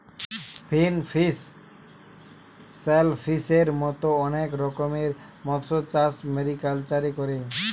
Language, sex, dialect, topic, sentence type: Bengali, male, Western, agriculture, statement